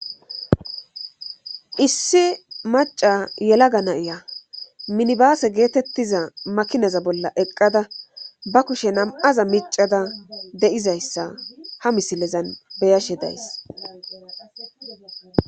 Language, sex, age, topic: Gamo, female, 25-35, government